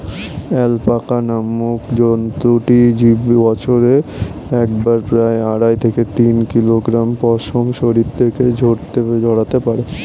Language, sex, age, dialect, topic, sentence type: Bengali, male, 18-24, Standard Colloquial, agriculture, statement